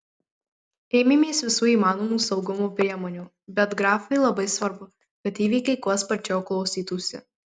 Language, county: Lithuanian, Marijampolė